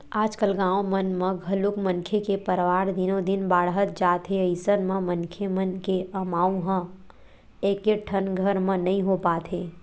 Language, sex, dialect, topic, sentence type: Chhattisgarhi, female, Western/Budati/Khatahi, agriculture, statement